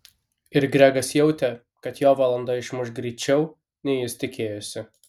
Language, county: Lithuanian, Kaunas